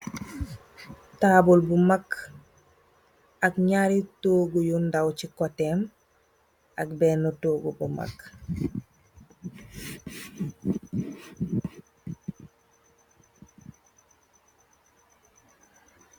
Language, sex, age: Wolof, female, 18-24